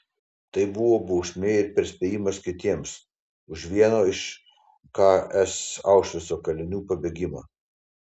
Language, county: Lithuanian, Panevėžys